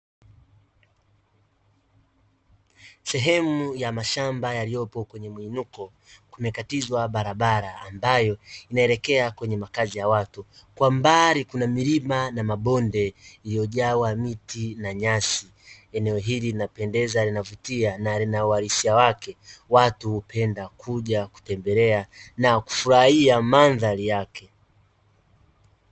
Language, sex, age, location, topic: Swahili, male, 18-24, Dar es Salaam, agriculture